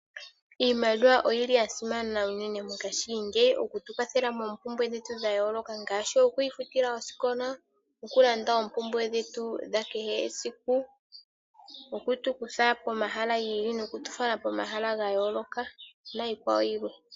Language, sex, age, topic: Oshiwambo, male, 18-24, finance